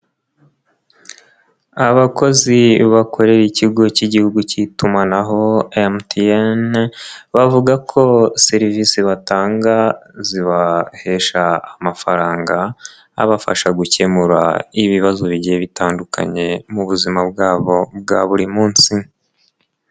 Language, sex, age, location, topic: Kinyarwanda, male, 25-35, Nyagatare, finance